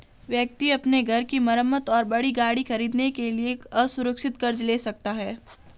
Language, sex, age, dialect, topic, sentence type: Hindi, female, 18-24, Marwari Dhudhari, banking, statement